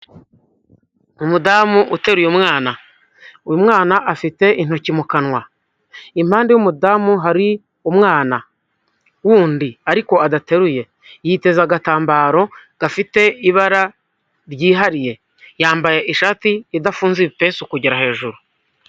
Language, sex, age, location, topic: Kinyarwanda, male, 25-35, Huye, health